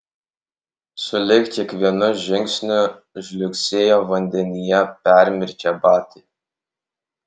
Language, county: Lithuanian, Alytus